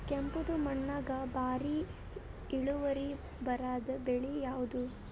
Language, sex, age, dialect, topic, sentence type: Kannada, male, 18-24, Northeastern, agriculture, question